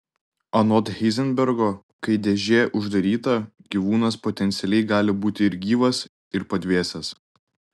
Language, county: Lithuanian, Klaipėda